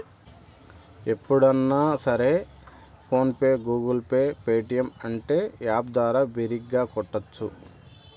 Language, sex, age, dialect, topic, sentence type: Telugu, male, 31-35, Southern, banking, statement